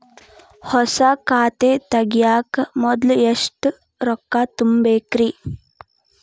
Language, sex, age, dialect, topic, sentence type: Kannada, female, 18-24, Dharwad Kannada, banking, question